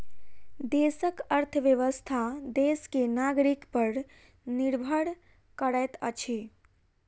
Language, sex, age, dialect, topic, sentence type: Maithili, female, 18-24, Southern/Standard, banking, statement